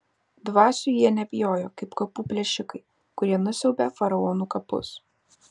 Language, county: Lithuanian, Vilnius